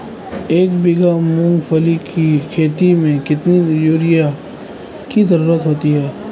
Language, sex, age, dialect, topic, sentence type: Hindi, male, 18-24, Marwari Dhudhari, agriculture, question